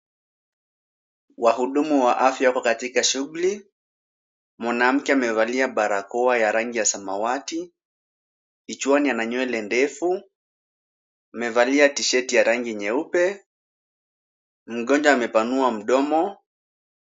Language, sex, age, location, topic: Swahili, male, 18-24, Kisumu, health